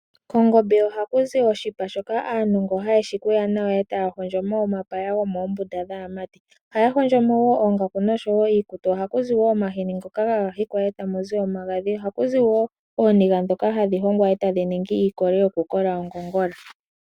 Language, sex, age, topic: Oshiwambo, female, 18-24, finance